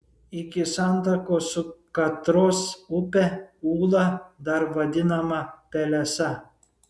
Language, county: Lithuanian, Šiauliai